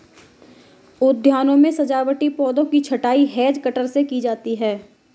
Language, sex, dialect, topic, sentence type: Hindi, female, Marwari Dhudhari, agriculture, statement